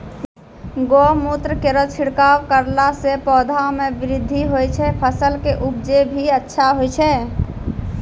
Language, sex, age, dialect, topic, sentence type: Maithili, female, 18-24, Angika, agriculture, question